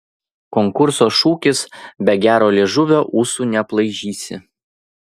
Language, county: Lithuanian, Vilnius